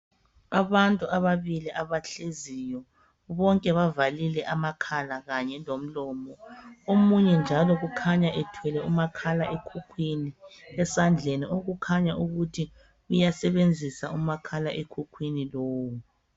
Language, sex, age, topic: North Ndebele, female, 25-35, health